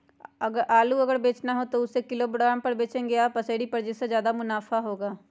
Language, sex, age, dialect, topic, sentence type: Magahi, female, 56-60, Western, agriculture, question